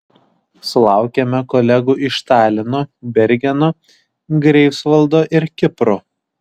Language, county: Lithuanian, Šiauliai